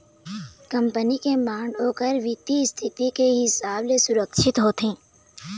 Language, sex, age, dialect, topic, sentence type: Chhattisgarhi, female, 18-24, Eastern, banking, statement